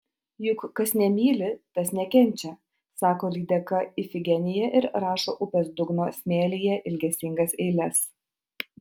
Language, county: Lithuanian, Utena